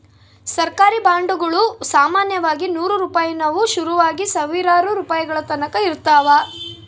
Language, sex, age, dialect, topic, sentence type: Kannada, female, 18-24, Central, banking, statement